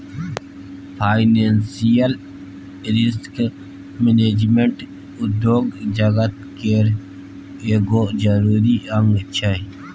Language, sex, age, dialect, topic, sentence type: Maithili, male, 31-35, Bajjika, banking, statement